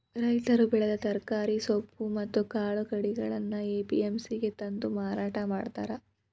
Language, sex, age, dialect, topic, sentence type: Kannada, female, 18-24, Dharwad Kannada, agriculture, statement